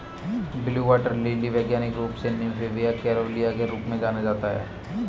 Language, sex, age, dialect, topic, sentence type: Hindi, male, 25-30, Marwari Dhudhari, agriculture, statement